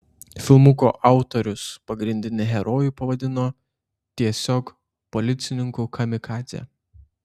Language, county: Lithuanian, Šiauliai